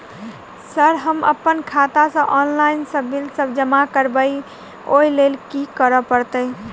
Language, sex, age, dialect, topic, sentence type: Maithili, female, 18-24, Southern/Standard, banking, question